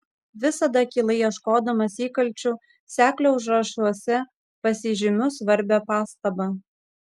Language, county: Lithuanian, Kaunas